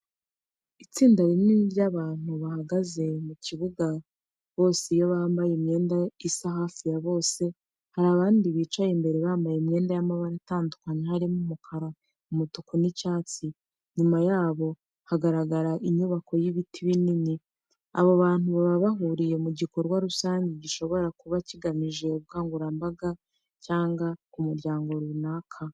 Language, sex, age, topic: Kinyarwanda, female, 25-35, education